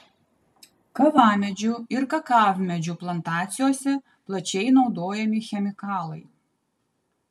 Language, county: Lithuanian, Kaunas